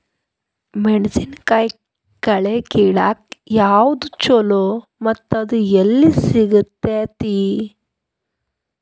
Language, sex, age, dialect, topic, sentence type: Kannada, female, 31-35, Dharwad Kannada, agriculture, question